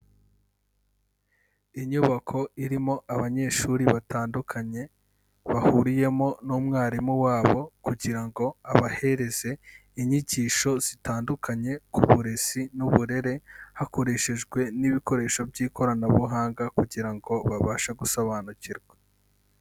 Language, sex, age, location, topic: Kinyarwanda, male, 25-35, Kigali, education